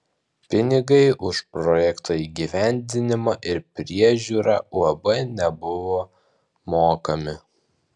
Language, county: Lithuanian, Alytus